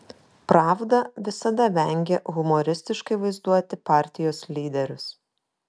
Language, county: Lithuanian, Kaunas